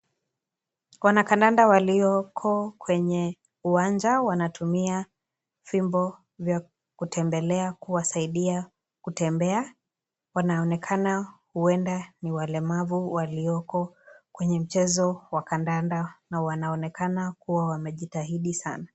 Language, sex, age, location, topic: Swahili, female, 18-24, Kisii, education